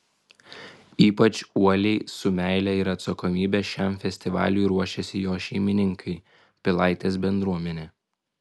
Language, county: Lithuanian, Vilnius